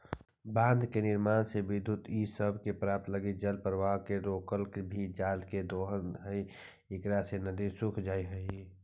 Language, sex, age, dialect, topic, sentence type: Magahi, male, 51-55, Central/Standard, banking, statement